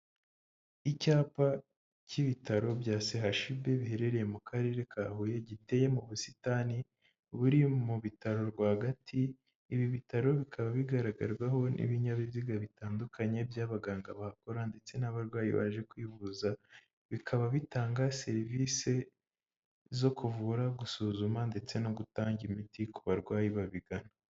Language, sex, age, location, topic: Kinyarwanda, male, 18-24, Huye, health